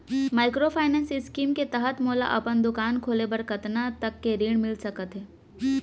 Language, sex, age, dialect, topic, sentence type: Chhattisgarhi, female, 18-24, Central, banking, question